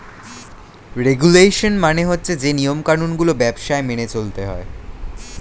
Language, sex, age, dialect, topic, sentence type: Bengali, male, 18-24, Standard Colloquial, banking, statement